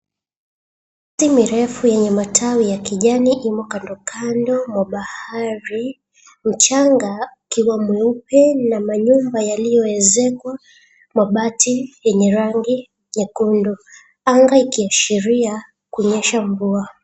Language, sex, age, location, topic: Swahili, female, 25-35, Mombasa, government